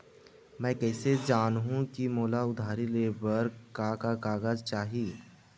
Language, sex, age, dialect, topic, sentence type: Chhattisgarhi, male, 18-24, Western/Budati/Khatahi, banking, question